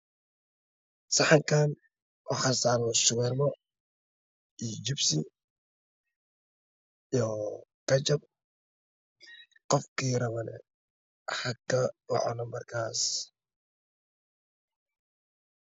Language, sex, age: Somali, male, 25-35